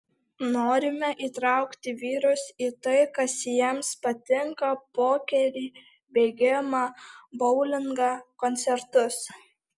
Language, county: Lithuanian, Alytus